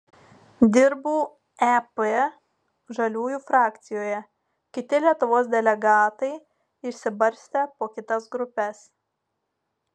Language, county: Lithuanian, Telšiai